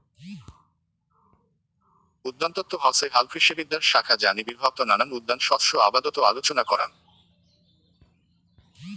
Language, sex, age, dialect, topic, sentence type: Bengali, male, 18-24, Rajbangshi, agriculture, statement